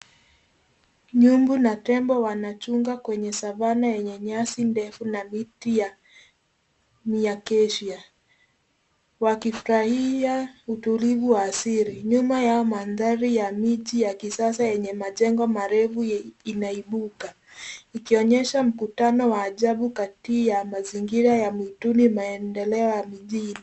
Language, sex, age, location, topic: Swahili, female, 18-24, Nairobi, government